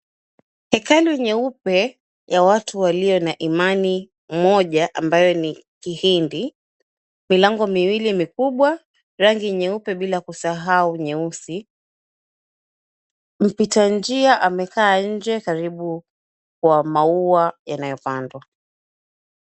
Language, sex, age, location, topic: Swahili, female, 25-35, Mombasa, government